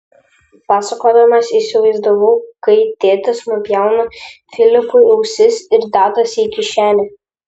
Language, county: Lithuanian, Šiauliai